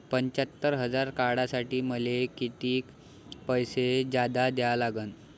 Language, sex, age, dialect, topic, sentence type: Marathi, male, 25-30, Varhadi, banking, question